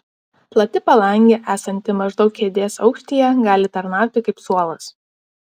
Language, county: Lithuanian, Vilnius